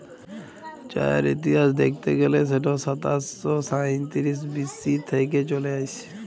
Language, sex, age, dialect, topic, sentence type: Bengali, male, 25-30, Jharkhandi, agriculture, statement